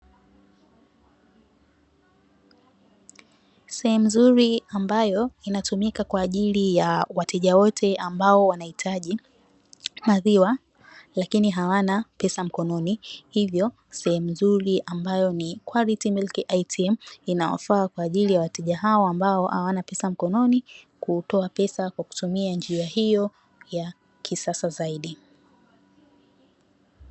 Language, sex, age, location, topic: Swahili, female, 18-24, Dar es Salaam, finance